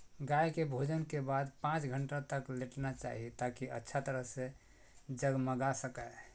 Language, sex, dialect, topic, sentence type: Magahi, male, Southern, agriculture, statement